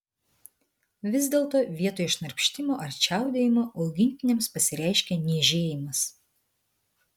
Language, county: Lithuanian, Vilnius